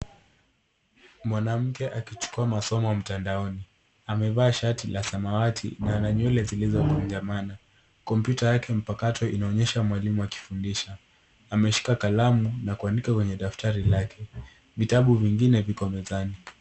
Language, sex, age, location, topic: Swahili, female, 18-24, Nairobi, education